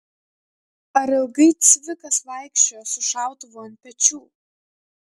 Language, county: Lithuanian, Kaunas